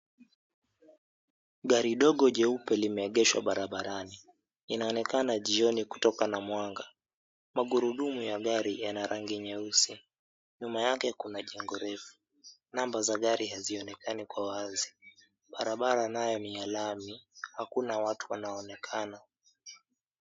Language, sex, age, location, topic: Swahili, male, 25-35, Mombasa, finance